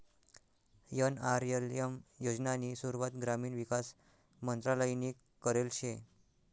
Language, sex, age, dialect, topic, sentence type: Marathi, male, 60-100, Northern Konkan, banking, statement